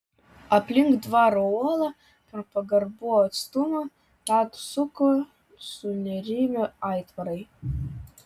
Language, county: Lithuanian, Vilnius